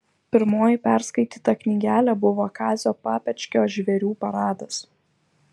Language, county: Lithuanian, Kaunas